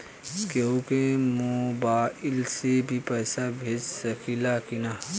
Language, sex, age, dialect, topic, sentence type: Bhojpuri, male, 25-30, Western, banking, question